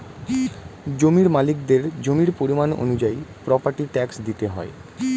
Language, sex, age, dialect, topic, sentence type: Bengali, male, 18-24, Standard Colloquial, banking, statement